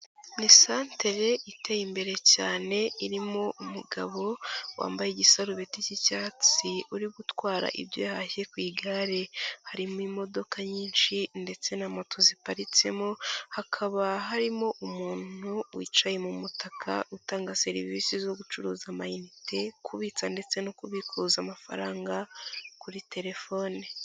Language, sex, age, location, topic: Kinyarwanda, female, 18-24, Nyagatare, finance